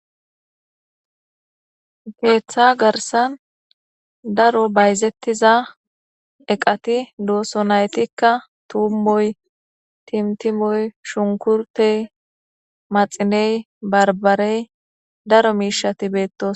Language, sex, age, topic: Gamo, female, 18-24, government